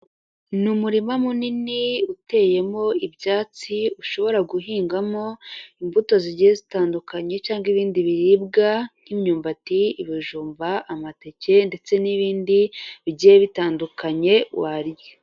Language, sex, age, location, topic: Kinyarwanda, female, 36-49, Kigali, government